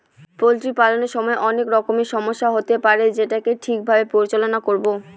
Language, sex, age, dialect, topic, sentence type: Bengali, female, 31-35, Northern/Varendri, agriculture, statement